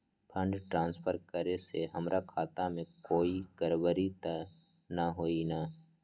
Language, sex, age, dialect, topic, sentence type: Magahi, male, 18-24, Western, banking, question